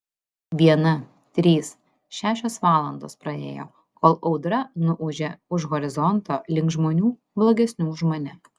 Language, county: Lithuanian, Vilnius